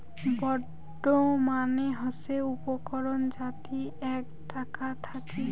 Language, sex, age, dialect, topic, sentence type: Bengali, female, 18-24, Rajbangshi, banking, statement